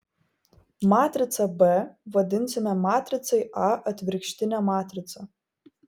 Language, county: Lithuanian, Vilnius